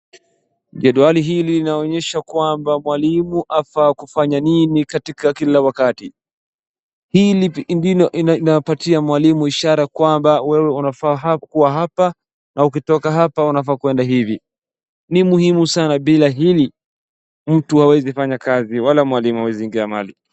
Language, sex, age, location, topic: Swahili, male, 18-24, Wajir, education